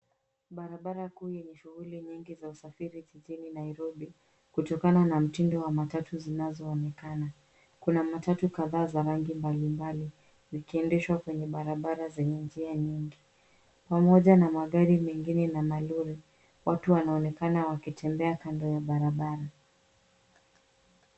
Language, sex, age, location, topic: Swahili, female, 25-35, Nairobi, government